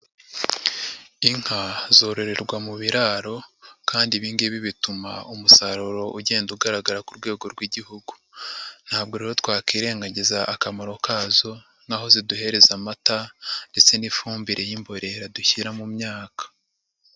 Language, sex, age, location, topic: Kinyarwanda, female, 50+, Nyagatare, agriculture